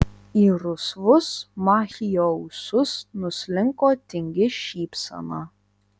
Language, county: Lithuanian, Vilnius